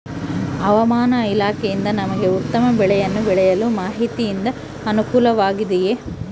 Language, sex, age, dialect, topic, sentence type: Kannada, female, 41-45, Central, agriculture, question